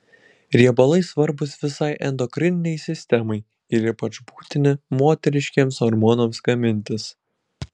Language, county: Lithuanian, Kaunas